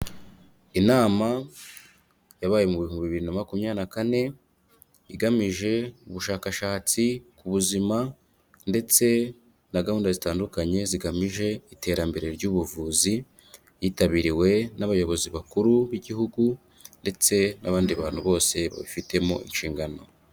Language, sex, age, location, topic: Kinyarwanda, male, 25-35, Kigali, health